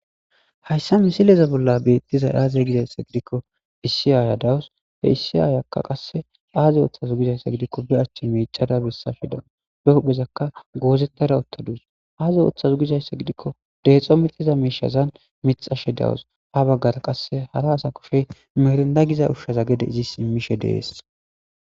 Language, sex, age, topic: Gamo, male, 18-24, agriculture